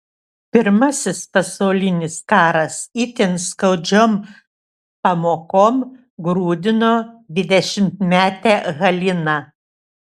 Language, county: Lithuanian, Šiauliai